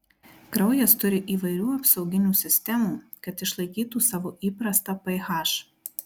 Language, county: Lithuanian, Marijampolė